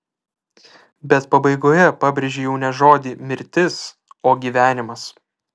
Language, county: Lithuanian, Vilnius